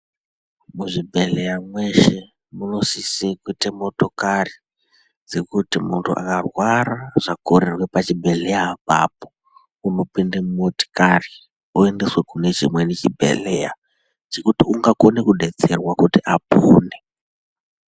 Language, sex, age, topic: Ndau, male, 18-24, health